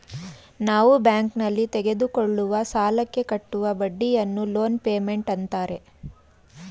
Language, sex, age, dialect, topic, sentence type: Kannada, female, 31-35, Mysore Kannada, banking, statement